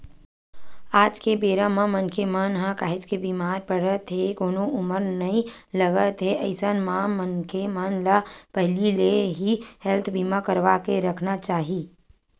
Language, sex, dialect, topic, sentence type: Chhattisgarhi, female, Western/Budati/Khatahi, banking, statement